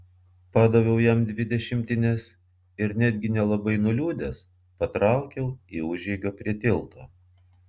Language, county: Lithuanian, Vilnius